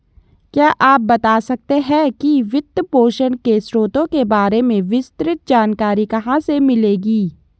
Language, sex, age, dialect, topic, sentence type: Hindi, female, 18-24, Garhwali, banking, statement